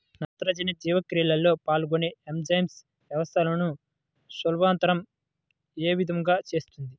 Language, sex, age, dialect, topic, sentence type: Telugu, male, 18-24, Central/Coastal, agriculture, question